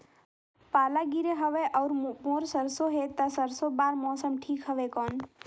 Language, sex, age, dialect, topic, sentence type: Chhattisgarhi, female, 18-24, Northern/Bhandar, agriculture, question